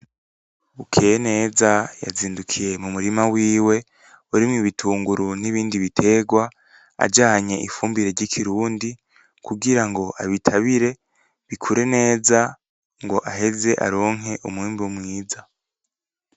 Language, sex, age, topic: Rundi, male, 18-24, agriculture